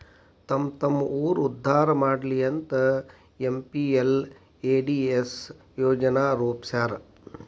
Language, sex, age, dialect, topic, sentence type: Kannada, male, 60-100, Dharwad Kannada, banking, statement